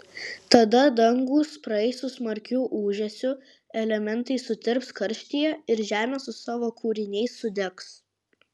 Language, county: Lithuanian, Kaunas